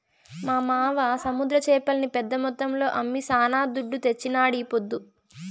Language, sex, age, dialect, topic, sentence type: Telugu, female, 18-24, Southern, agriculture, statement